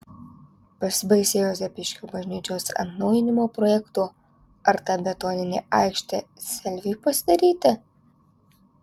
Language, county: Lithuanian, Alytus